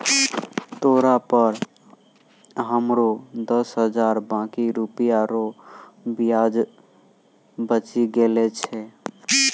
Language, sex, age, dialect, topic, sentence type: Maithili, male, 18-24, Angika, banking, statement